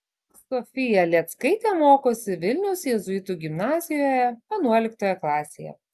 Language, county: Lithuanian, Klaipėda